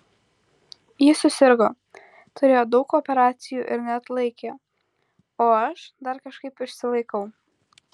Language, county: Lithuanian, Kaunas